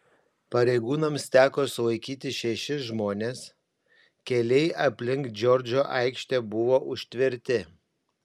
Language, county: Lithuanian, Panevėžys